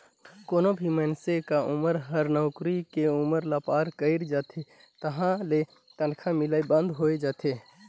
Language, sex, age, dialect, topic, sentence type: Chhattisgarhi, male, 51-55, Northern/Bhandar, banking, statement